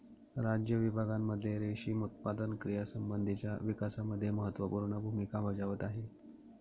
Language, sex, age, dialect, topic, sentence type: Marathi, male, 25-30, Northern Konkan, agriculture, statement